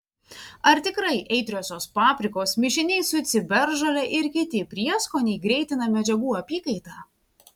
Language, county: Lithuanian, Vilnius